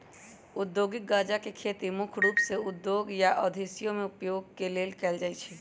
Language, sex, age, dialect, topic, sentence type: Magahi, male, 18-24, Western, agriculture, statement